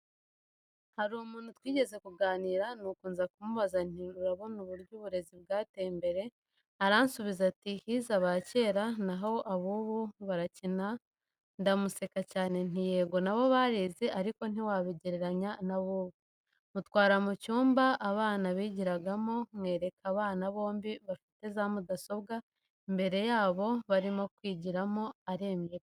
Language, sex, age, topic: Kinyarwanda, female, 25-35, education